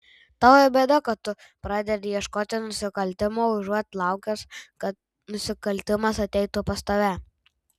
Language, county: Lithuanian, Tauragė